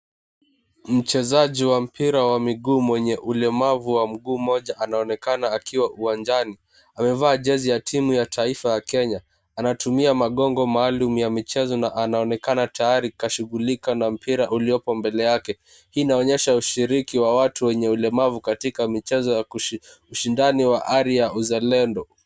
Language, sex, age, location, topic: Swahili, male, 18-24, Mombasa, education